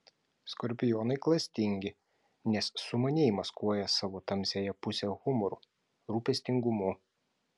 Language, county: Lithuanian, Klaipėda